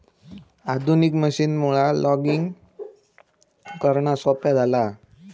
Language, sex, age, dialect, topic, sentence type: Marathi, male, 18-24, Southern Konkan, agriculture, statement